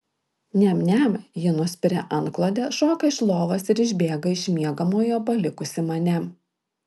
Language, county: Lithuanian, Vilnius